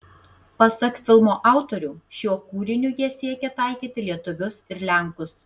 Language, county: Lithuanian, Tauragė